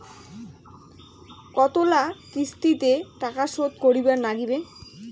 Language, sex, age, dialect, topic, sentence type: Bengali, female, 18-24, Rajbangshi, banking, question